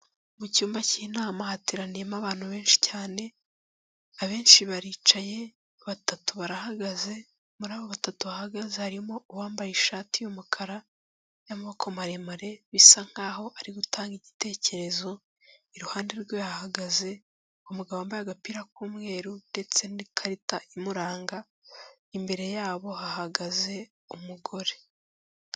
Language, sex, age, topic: Kinyarwanda, female, 18-24, government